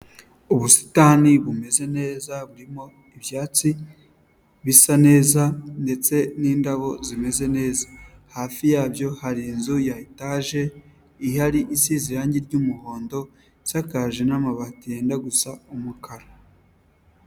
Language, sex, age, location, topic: Kinyarwanda, male, 18-24, Nyagatare, finance